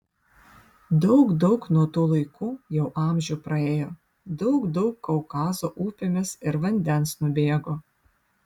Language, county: Lithuanian, Vilnius